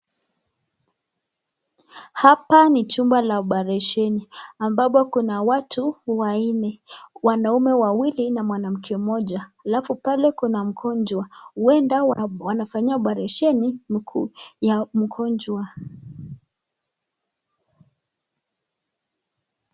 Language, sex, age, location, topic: Swahili, female, 25-35, Nakuru, health